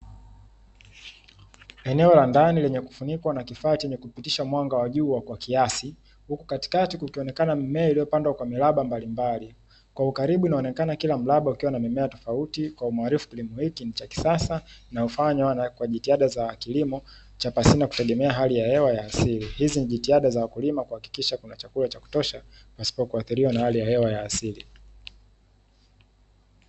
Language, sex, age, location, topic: Swahili, male, 18-24, Dar es Salaam, agriculture